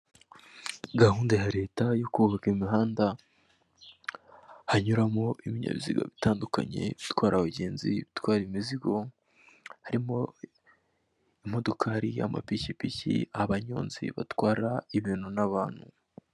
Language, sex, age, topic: Kinyarwanda, male, 18-24, government